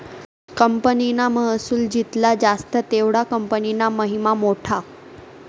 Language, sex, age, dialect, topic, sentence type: Marathi, female, 18-24, Northern Konkan, banking, statement